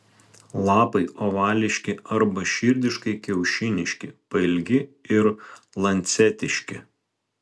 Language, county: Lithuanian, Alytus